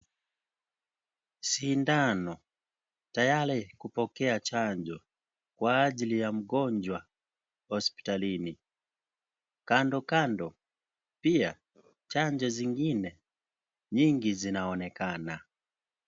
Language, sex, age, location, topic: Swahili, male, 18-24, Kisii, health